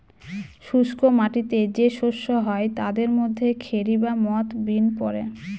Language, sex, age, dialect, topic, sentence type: Bengali, female, 25-30, Northern/Varendri, agriculture, statement